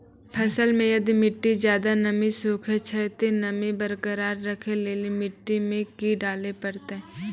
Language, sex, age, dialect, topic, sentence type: Maithili, female, 18-24, Angika, agriculture, question